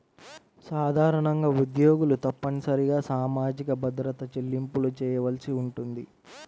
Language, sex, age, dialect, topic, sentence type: Telugu, male, 18-24, Central/Coastal, banking, statement